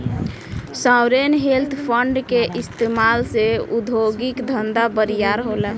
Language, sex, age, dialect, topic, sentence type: Bhojpuri, female, 18-24, Southern / Standard, banking, statement